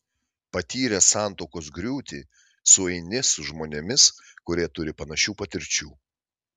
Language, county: Lithuanian, Šiauliai